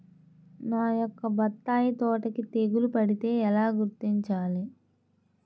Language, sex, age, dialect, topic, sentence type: Telugu, female, 18-24, Central/Coastal, agriculture, question